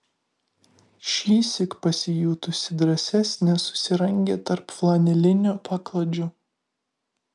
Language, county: Lithuanian, Vilnius